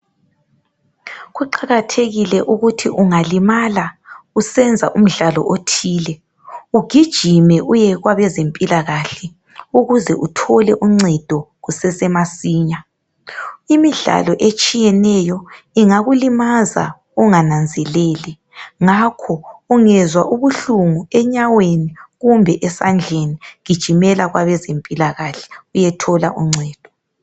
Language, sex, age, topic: North Ndebele, female, 36-49, health